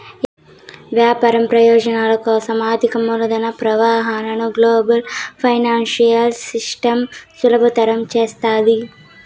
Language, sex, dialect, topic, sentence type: Telugu, female, Southern, banking, statement